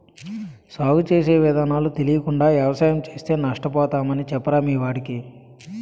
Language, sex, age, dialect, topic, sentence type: Telugu, male, 31-35, Utterandhra, agriculture, statement